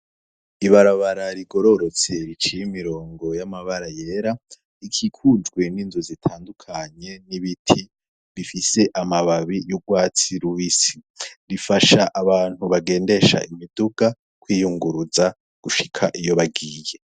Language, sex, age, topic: Rundi, male, 18-24, agriculture